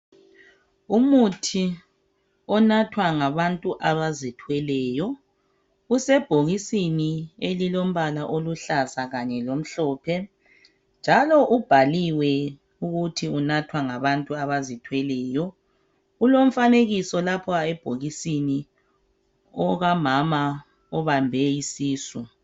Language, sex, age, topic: North Ndebele, male, 36-49, health